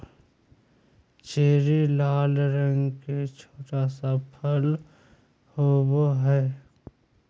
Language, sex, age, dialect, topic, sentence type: Magahi, male, 31-35, Southern, agriculture, statement